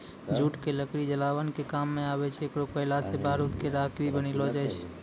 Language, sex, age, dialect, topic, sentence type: Maithili, male, 18-24, Angika, agriculture, statement